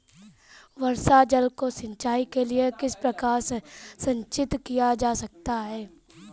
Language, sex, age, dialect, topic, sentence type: Hindi, male, 18-24, Marwari Dhudhari, agriculture, question